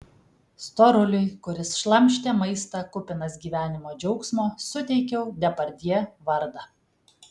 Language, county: Lithuanian, Kaunas